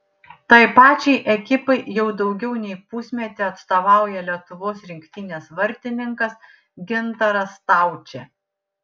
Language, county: Lithuanian, Panevėžys